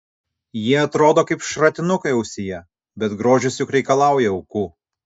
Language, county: Lithuanian, Kaunas